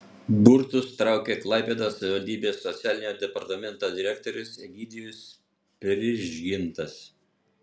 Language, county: Lithuanian, Utena